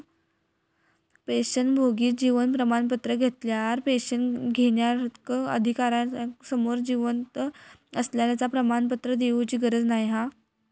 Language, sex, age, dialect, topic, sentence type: Marathi, female, 25-30, Southern Konkan, banking, statement